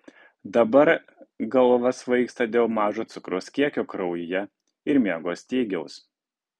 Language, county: Lithuanian, Kaunas